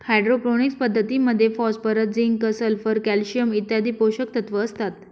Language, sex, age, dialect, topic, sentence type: Marathi, male, 18-24, Northern Konkan, agriculture, statement